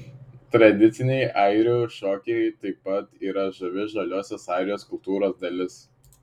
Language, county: Lithuanian, Šiauliai